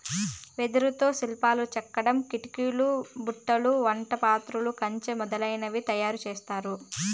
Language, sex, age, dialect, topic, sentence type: Telugu, female, 25-30, Southern, agriculture, statement